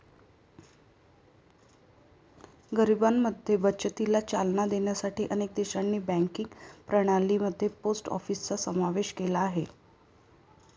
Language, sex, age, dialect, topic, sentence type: Marathi, female, 18-24, Varhadi, banking, statement